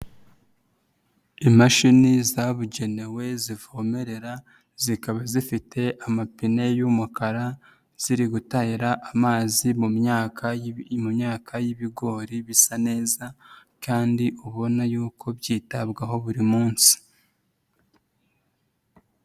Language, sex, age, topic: Kinyarwanda, male, 25-35, agriculture